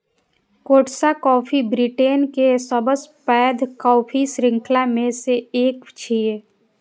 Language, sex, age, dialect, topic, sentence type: Maithili, female, 18-24, Eastern / Thethi, agriculture, statement